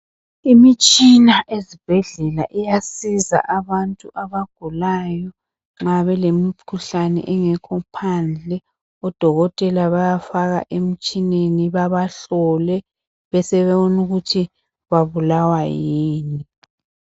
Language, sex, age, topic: North Ndebele, female, 50+, health